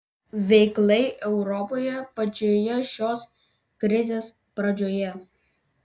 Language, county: Lithuanian, Vilnius